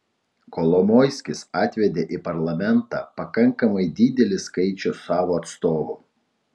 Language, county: Lithuanian, Utena